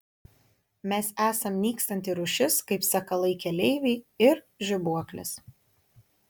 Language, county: Lithuanian, Kaunas